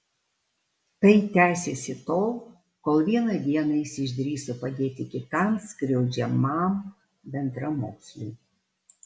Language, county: Lithuanian, Alytus